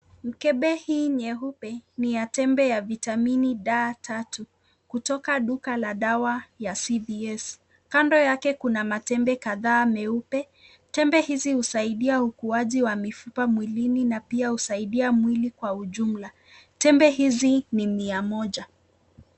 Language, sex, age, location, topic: Swahili, female, 25-35, Nakuru, health